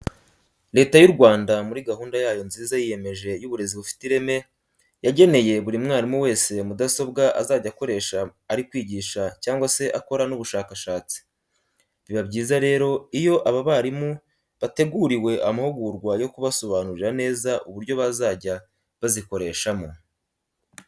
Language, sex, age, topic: Kinyarwanda, male, 18-24, education